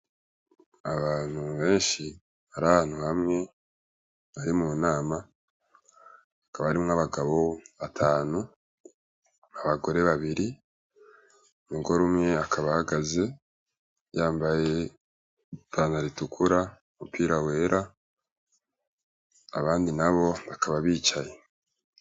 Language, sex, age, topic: Rundi, male, 18-24, education